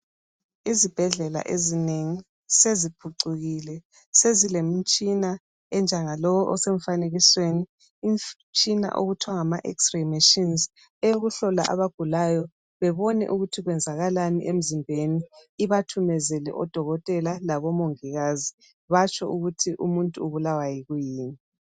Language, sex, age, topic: North Ndebele, female, 36-49, health